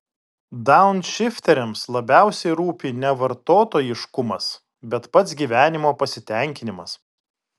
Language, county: Lithuanian, Vilnius